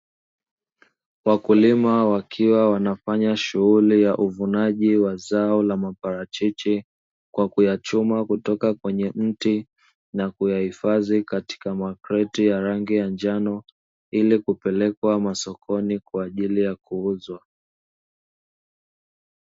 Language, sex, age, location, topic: Swahili, male, 25-35, Dar es Salaam, agriculture